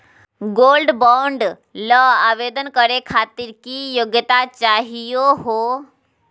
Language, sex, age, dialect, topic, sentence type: Magahi, female, 51-55, Southern, banking, question